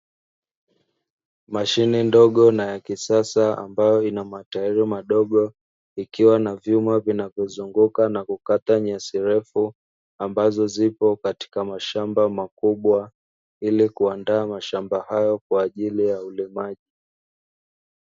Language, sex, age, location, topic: Swahili, male, 25-35, Dar es Salaam, agriculture